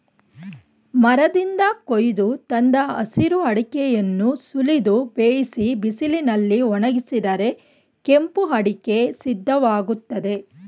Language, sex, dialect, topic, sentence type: Kannada, female, Mysore Kannada, agriculture, statement